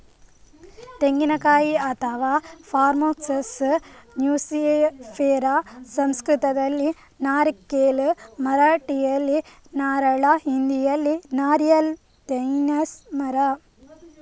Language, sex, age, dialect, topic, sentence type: Kannada, female, 25-30, Coastal/Dakshin, agriculture, statement